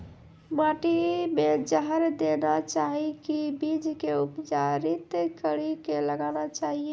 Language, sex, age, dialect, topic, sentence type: Maithili, male, 18-24, Angika, agriculture, question